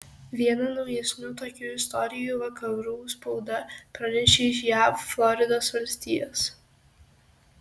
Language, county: Lithuanian, Kaunas